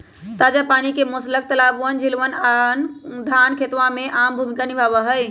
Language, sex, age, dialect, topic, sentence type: Magahi, female, 25-30, Western, agriculture, statement